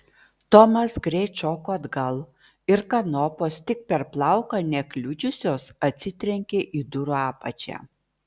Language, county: Lithuanian, Vilnius